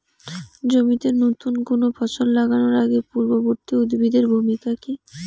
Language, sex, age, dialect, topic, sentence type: Bengali, female, 18-24, Rajbangshi, agriculture, question